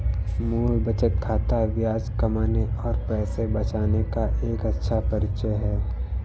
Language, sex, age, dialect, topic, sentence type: Hindi, male, 18-24, Awadhi Bundeli, banking, statement